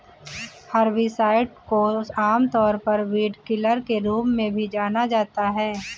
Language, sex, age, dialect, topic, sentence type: Hindi, female, 18-24, Marwari Dhudhari, agriculture, statement